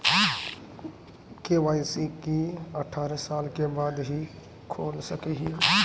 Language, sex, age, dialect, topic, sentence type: Magahi, male, 25-30, Northeastern/Surjapuri, banking, question